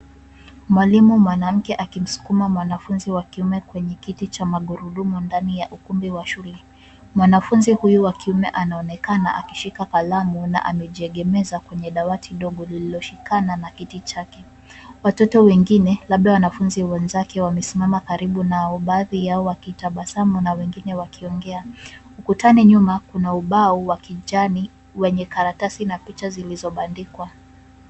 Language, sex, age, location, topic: Swahili, female, 36-49, Nairobi, education